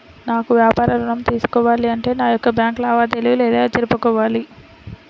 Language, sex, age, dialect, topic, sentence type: Telugu, female, 60-100, Central/Coastal, banking, question